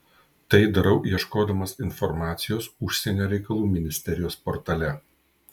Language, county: Lithuanian, Kaunas